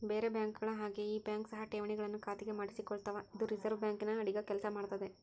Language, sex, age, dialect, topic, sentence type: Kannada, female, 51-55, Central, banking, statement